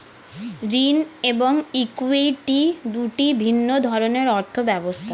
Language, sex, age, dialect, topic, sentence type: Bengali, female, 18-24, Standard Colloquial, banking, statement